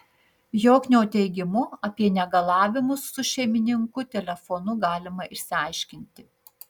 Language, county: Lithuanian, Marijampolė